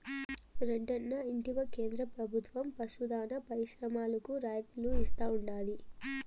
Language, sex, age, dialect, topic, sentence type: Telugu, female, 18-24, Southern, agriculture, statement